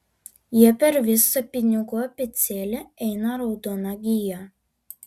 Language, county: Lithuanian, Alytus